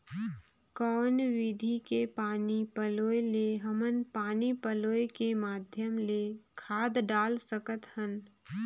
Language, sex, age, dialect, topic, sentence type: Chhattisgarhi, female, 25-30, Northern/Bhandar, agriculture, question